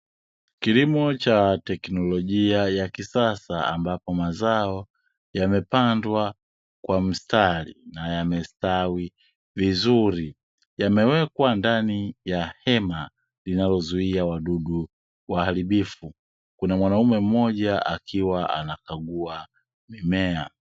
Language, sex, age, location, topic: Swahili, male, 25-35, Dar es Salaam, agriculture